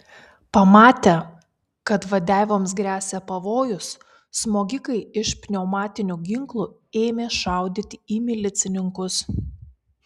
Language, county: Lithuanian, Kaunas